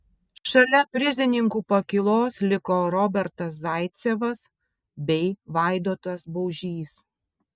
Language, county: Lithuanian, Vilnius